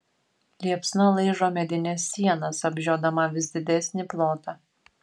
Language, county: Lithuanian, Vilnius